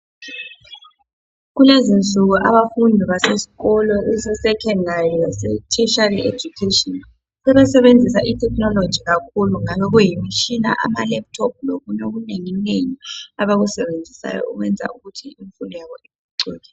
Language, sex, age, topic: North Ndebele, female, 18-24, education